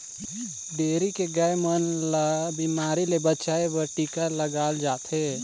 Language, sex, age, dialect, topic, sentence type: Chhattisgarhi, male, 18-24, Northern/Bhandar, agriculture, statement